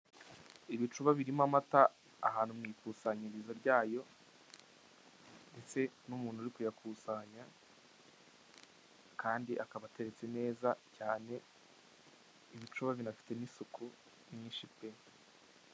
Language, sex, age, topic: Kinyarwanda, male, 25-35, finance